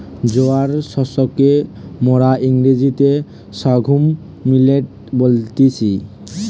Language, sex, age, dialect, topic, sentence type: Bengali, male, 18-24, Western, agriculture, statement